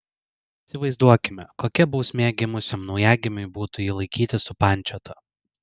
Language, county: Lithuanian, Vilnius